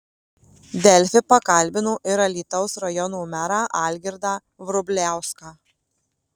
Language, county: Lithuanian, Marijampolė